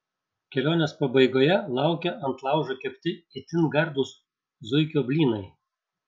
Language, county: Lithuanian, Šiauliai